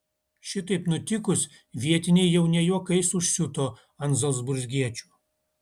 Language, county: Lithuanian, Utena